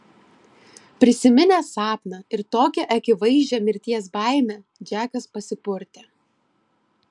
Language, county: Lithuanian, Klaipėda